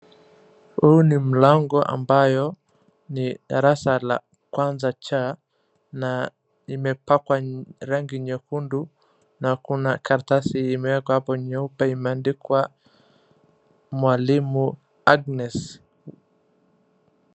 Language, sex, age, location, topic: Swahili, male, 25-35, Wajir, education